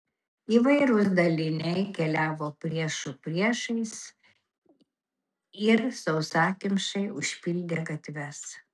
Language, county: Lithuanian, Kaunas